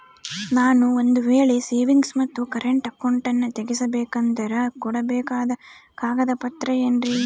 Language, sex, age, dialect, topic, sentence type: Kannada, female, 18-24, Central, banking, question